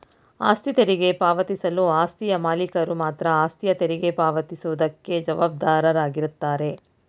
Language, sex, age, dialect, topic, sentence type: Kannada, female, 46-50, Mysore Kannada, banking, statement